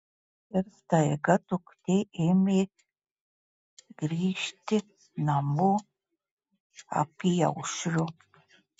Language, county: Lithuanian, Marijampolė